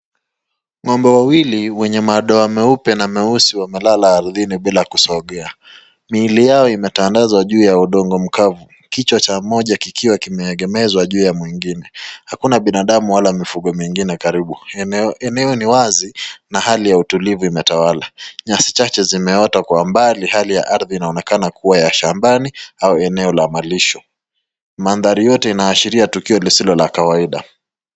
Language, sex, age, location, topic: Swahili, male, 25-35, Nakuru, agriculture